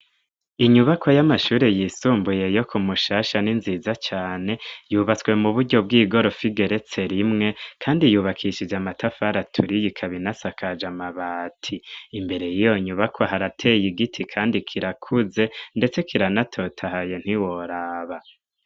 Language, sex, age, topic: Rundi, male, 25-35, education